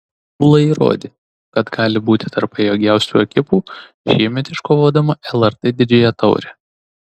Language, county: Lithuanian, Tauragė